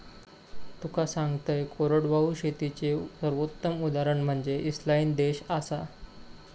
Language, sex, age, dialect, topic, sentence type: Marathi, male, 25-30, Southern Konkan, agriculture, statement